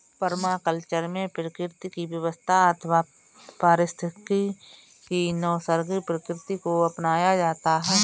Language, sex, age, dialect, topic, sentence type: Hindi, female, 41-45, Kanauji Braj Bhasha, agriculture, statement